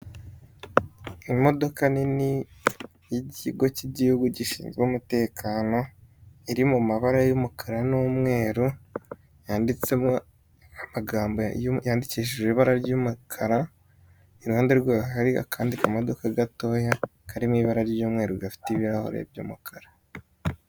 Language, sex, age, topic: Kinyarwanda, male, 18-24, government